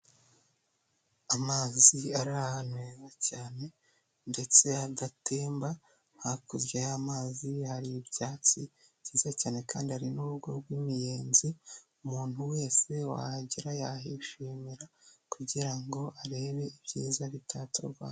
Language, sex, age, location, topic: Kinyarwanda, male, 25-35, Nyagatare, agriculture